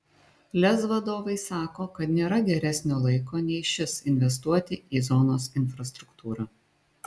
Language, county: Lithuanian, Šiauliai